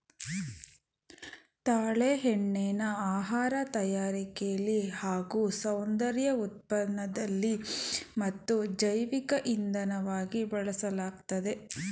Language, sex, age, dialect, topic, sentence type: Kannada, female, 31-35, Mysore Kannada, agriculture, statement